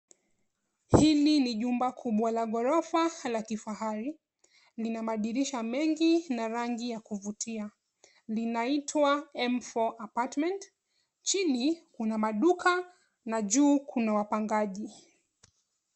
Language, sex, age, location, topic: Swahili, female, 25-35, Nairobi, finance